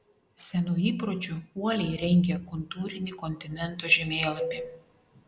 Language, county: Lithuanian, Vilnius